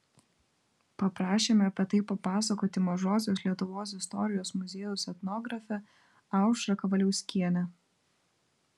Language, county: Lithuanian, Vilnius